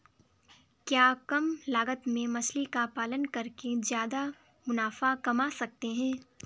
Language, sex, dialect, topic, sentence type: Hindi, female, Kanauji Braj Bhasha, agriculture, question